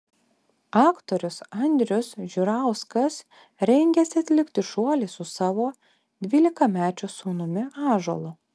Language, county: Lithuanian, Alytus